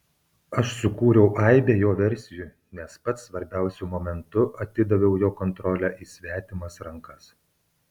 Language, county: Lithuanian, Kaunas